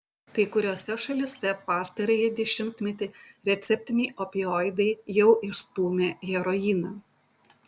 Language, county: Lithuanian, Utena